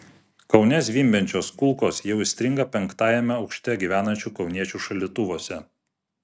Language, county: Lithuanian, Vilnius